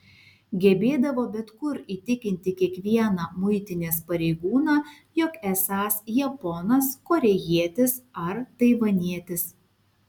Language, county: Lithuanian, Kaunas